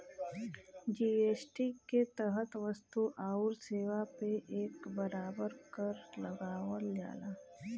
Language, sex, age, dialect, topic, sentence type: Bhojpuri, female, 25-30, Western, banking, statement